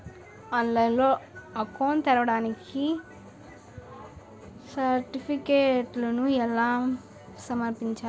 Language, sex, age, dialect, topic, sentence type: Telugu, male, 18-24, Utterandhra, banking, question